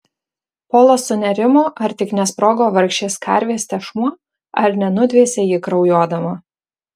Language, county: Lithuanian, Marijampolė